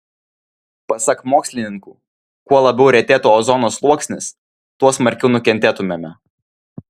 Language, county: Lithuanian, Vilnius